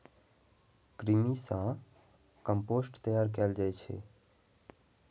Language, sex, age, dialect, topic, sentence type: Maithili, male, 18-24, Eastern / Thethi, agriculture, statement